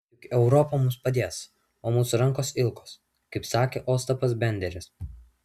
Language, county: Lithuanian, Vilnius